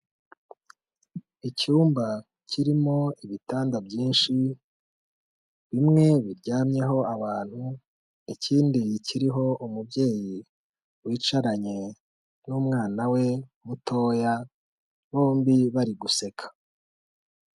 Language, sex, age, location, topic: Kinyarwanda, male, 25-35, Kigali, health